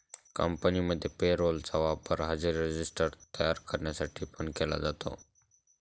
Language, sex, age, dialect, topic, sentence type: Marathi, male, 18-24, Northern Konkan, banking, statement